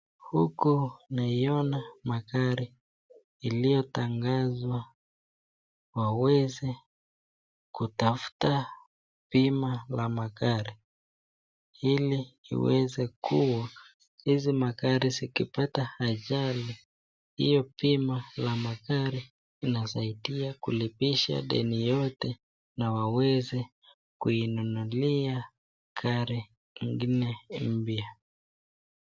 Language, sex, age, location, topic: Swahili, female, 36-49, Nakuru, finance